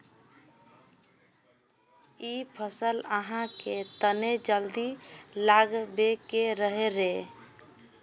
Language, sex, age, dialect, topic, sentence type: Magahi, female, 25-30, Northeastern/Surjapuri, agriculture, question